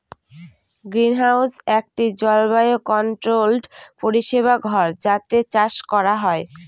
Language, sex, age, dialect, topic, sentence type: Bengali, female, <18, Northern/Varendri, agriculture, statement